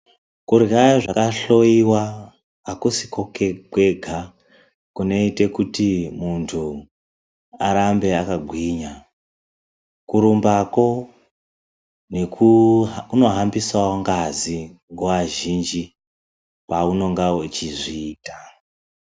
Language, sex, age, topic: Ndau, male, 36-49, health